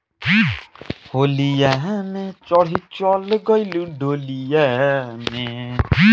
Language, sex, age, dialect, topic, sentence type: Bhojpuri, male, <18, Southern / Standard, agriculture, question